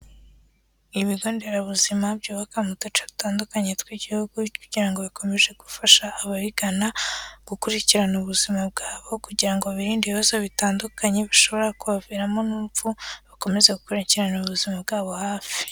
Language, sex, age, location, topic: Kinyarwanda, female, 18-24, Kigali, government